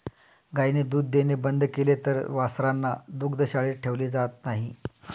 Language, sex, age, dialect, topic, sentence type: Marathi, male, 31-35, Standard Marathi, agriculture, statement